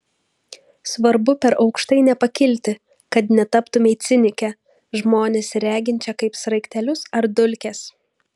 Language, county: Lithuanian, Vilnius